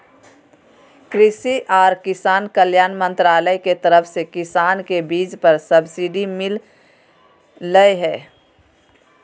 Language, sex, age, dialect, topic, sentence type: Magahi, female, 41-45, Southern, agriculture, statement